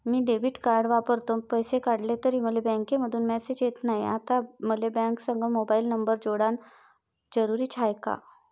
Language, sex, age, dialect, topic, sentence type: Marathi, female, 31-35, Varhadi, banking, question